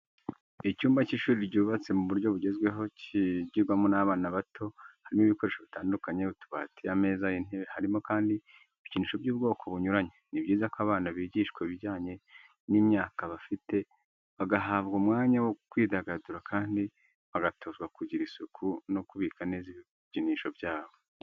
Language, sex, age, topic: Kinyarwanda, male, 25-35, education